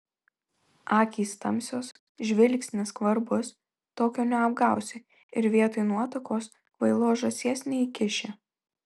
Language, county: Lithuanian, Marijampolė